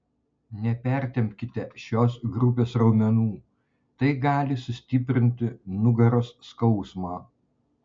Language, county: Lithuanian, Panevėžys